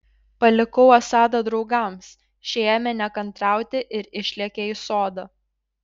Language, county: Lithuanian, Šiauliai